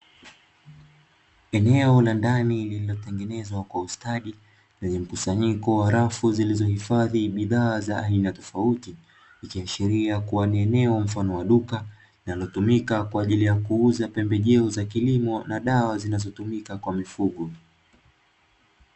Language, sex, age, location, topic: Swahili, male, 25-35, Dar es Salaam, agriculture